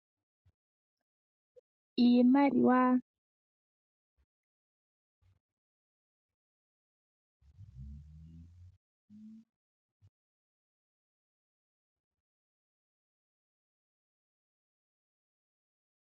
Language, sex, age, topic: Oshiwambo, female, 18-24, finance